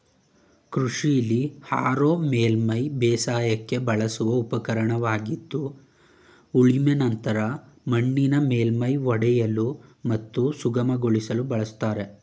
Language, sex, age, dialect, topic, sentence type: Kannada, male, 18-24, Mysore Kannada, agriculture, statement